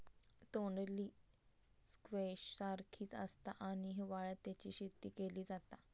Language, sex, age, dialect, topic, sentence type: Marathi, female, 25-30, Southern Konkan, agriculture, statement